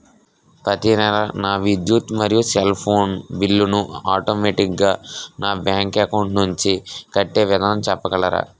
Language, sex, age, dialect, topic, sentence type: Telugu, male, 18-24, Utterandhra, banking, question